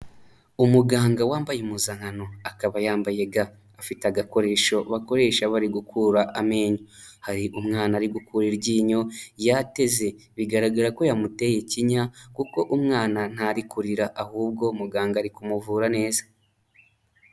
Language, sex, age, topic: Kinyarwanda, male, 25-35, health